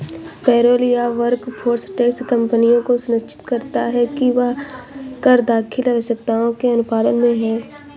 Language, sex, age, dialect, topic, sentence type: Hindi, female, 25-30, Awadhi Bundeli, banking, statement